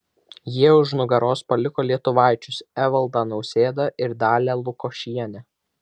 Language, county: Lithuanian, Vilnius